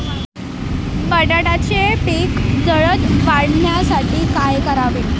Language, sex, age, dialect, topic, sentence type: Marathi, male, <18, Standard Marathi, agriculture, question